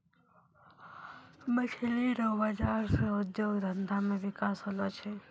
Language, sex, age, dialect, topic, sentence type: Maithili, female, 18-24, Angika, agriculture, statement